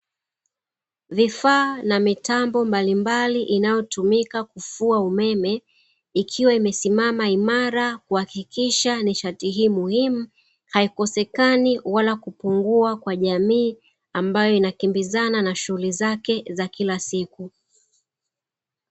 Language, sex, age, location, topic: Swahili, female, 36-49, Dar es Salaam, government